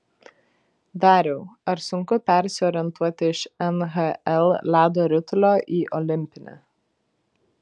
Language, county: Lithuanian, Vilnius